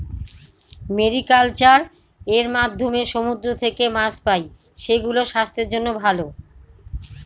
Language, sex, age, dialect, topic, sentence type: Bengali, female, 25-30, Northern/Varendri, agriculture, statement